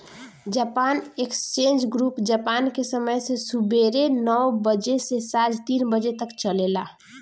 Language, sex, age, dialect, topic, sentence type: Bhojpuri, female, 18-24, Southern / Standard, banking, statement